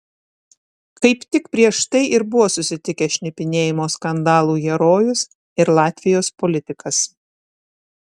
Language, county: Lithuanian, Šiauliai